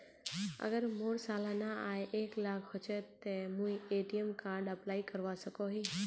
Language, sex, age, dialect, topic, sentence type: Magahi, female, 18-24, Northeastern/Surjapuri, banking, question